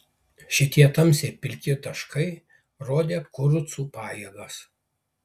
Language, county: Lithuanian, Kaunas